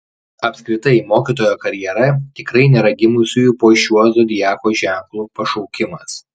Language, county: Lithuanian, Kaunas